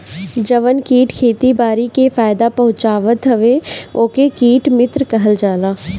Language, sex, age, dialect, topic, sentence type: Bhojpuri, female, 18-24, Northern, agriculture, statement